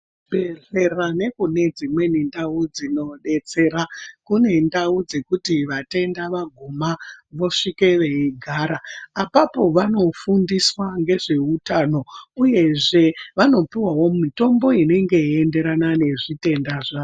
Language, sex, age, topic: Ndau, female, 25-35, health